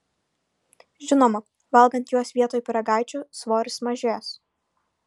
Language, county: Lithuanian, Šiauliai